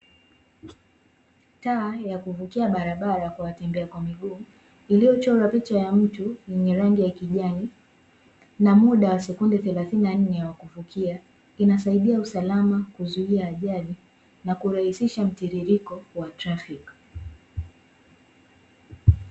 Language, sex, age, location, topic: Swahili, female, 18-24, Dar es Salaam, government